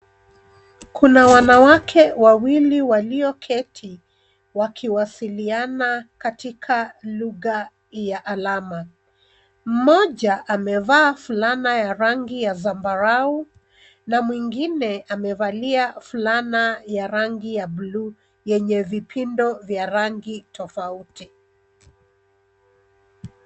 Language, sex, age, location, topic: Swahili, female, 36-49, Nairobi, education